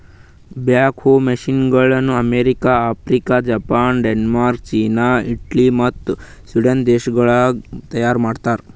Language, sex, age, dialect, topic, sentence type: Kannada, male, 18-24, Northeastern, agriculture, statement